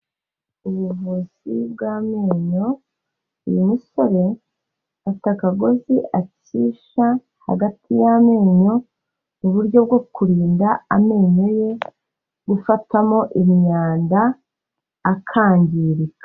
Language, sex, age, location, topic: Kinyarwanda, female, 36-49, Kigali, health